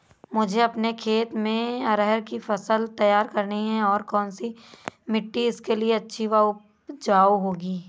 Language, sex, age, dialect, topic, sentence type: Hindi, male, 18-24, Awadhi Bundeli, agriculture, question